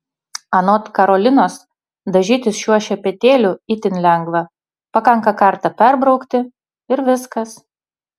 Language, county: Lithuanian, Utena